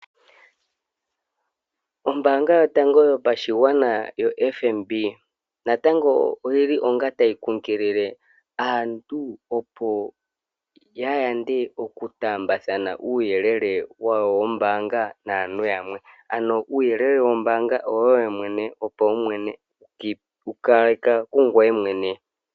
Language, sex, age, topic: Oshiwambo, male, 25-35, finance